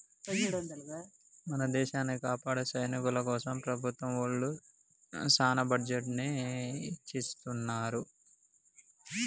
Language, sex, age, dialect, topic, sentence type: Telugu, male, 25-30, Telangana, banking, statement